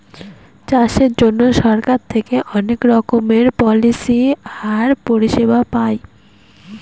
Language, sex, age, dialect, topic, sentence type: Bengali, female, 18-24, Northern/Varendri, agriculture, statement